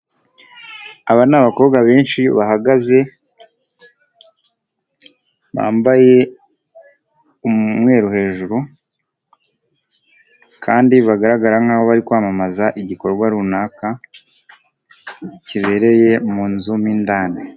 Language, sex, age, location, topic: Kinyarwanda, male, 18-24, Kigali, health